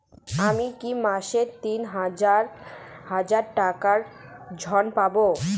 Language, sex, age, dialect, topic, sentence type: Bengali, female, 18-24, Northern/Varendri, banking, question